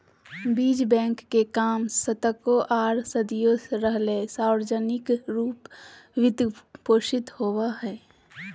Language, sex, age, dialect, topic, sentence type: Magahi, female, 31-35, Southern, agriculture, statement